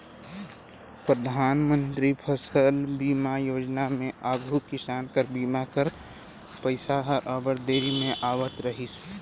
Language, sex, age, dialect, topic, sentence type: Chhattisgarhi, male, 60-100, Northern/Bhandar, agriculture, statement